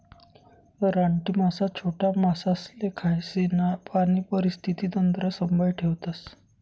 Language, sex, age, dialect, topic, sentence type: Marathi, male, 25-30, Northern Konkan, agriculture, statement